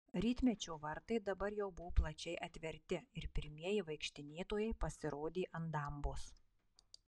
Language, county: Lithuanian, Marijampolė